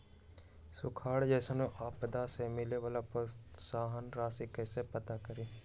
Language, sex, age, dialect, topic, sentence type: Magahi, male, 18-24, Western, banking, question